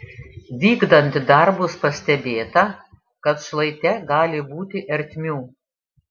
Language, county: Lithuanian, Šiauliai